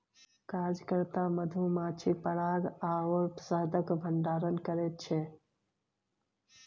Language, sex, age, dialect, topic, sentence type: Maithili, female, 51-55, Bajjika, agriculture, statement